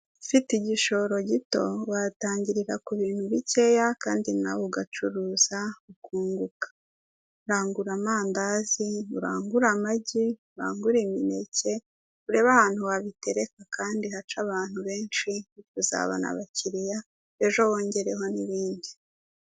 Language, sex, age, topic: Kinyarwanda, female, 36-49, finance